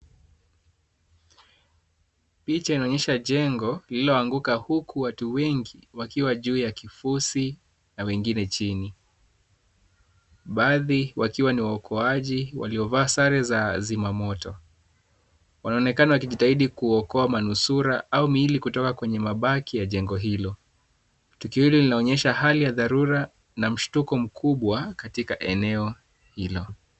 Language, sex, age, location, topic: Swahili, male, 25-35, Kisumu, health